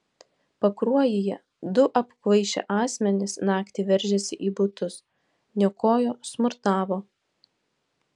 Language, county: Lithuanian, Panevėžys